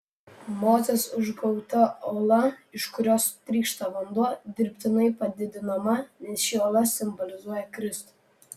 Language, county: Lithuanian, Vilnius